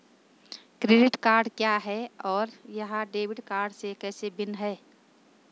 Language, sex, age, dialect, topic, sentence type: Hindi, female, 25-30, Hindustani Malvi Khadi Boli, banking, question